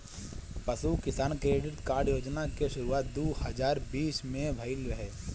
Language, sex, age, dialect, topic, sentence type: Bhojpuri, male, 25-30, Northern, agriculture, statement